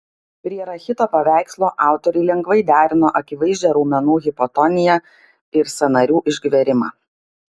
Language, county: Lithuanian, Klaipėda